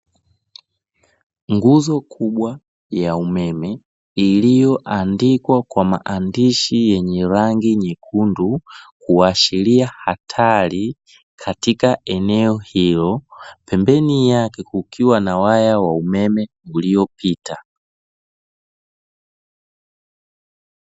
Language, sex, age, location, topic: Swahili, male, 25-35, Dar es Salaam, government